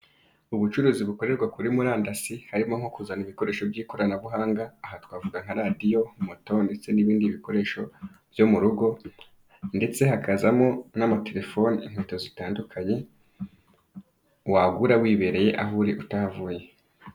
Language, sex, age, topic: Kinyarwanda, male, 25-35, finance